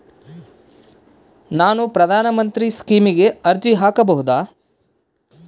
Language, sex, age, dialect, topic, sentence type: Kannada, male, 31-35, Central, banking, question